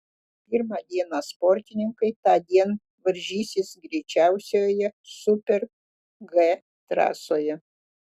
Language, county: Lithuanian, Utena